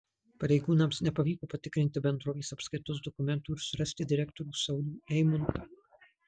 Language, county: Lithuanian, Marijampolė